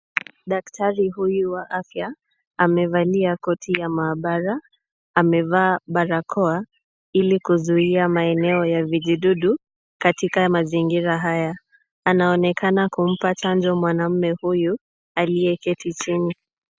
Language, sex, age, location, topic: Swahili, female, 18-24, Kisumu, health